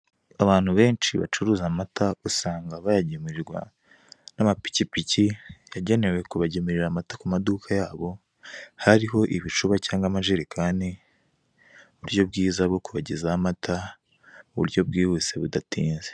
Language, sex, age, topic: Kinyarwanda, male, 18-24, finance